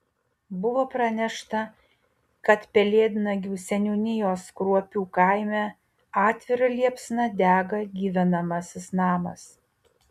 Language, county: Lithuanian, Utena